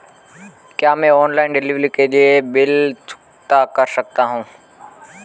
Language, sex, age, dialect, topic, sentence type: Hindi, male, 18-24, Marwari Dhudhari, banking, question